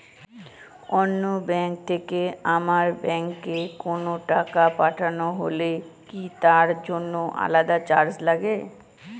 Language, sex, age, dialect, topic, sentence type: Bengali, female, 18-24, Northern/Varendri, banking, question